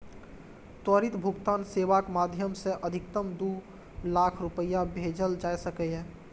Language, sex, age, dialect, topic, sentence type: Maithili, male, 18-24, Eastern / Thethi, banking, statement